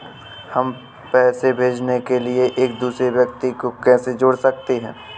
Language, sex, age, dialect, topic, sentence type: Hindi, male, 18-24, Awadhi Bundeli, banking, question